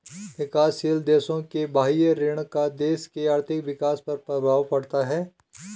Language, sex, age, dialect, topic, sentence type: Hindi, male, 36-40, Garhwali, banking, statement